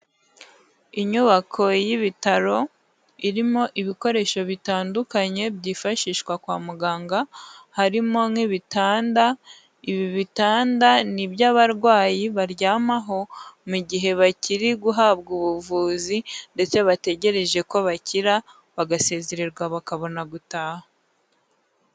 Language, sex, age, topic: Kinyarwanda, female, 18-24, health